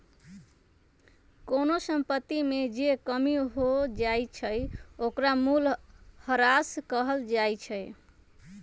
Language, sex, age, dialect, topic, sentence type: Magahi, female, 25-30, Western, banking, statement